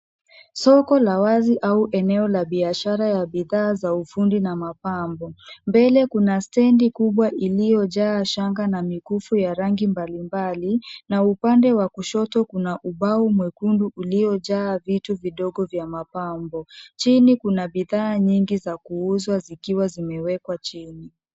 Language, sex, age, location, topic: Swahili, female, 25-35, Nairobi, finance